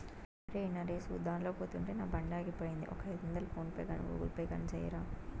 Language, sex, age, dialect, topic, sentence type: Telugu, female, 18-24, Southern, banking, statement